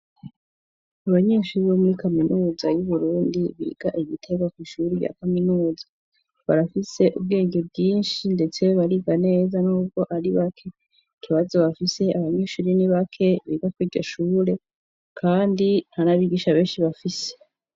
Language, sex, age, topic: Rundi, female, 25-35, education